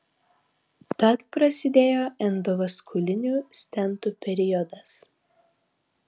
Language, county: Lithuanian, Vilnius